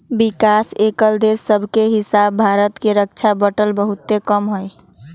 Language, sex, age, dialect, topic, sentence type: Magahi, female, 18-24, Western, banking, statement